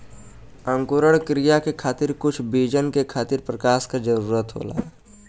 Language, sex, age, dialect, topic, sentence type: Bhojpuri, male, 18-24, Western, agriculture, statement